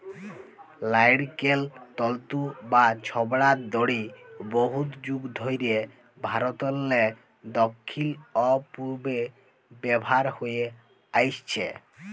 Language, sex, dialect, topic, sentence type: Bengali, male, Jharkhandi, agriculture, statement